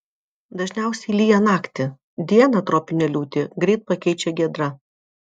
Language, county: Lithuanian, Vilnius